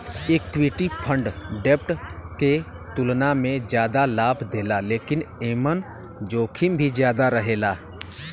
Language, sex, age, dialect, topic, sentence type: Bhojpuri, male, 25-30, Western, banking, statement